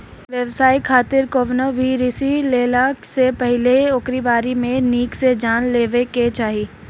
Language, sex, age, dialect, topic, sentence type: Bhojpuri, female, 18-24, Northern, banking, statement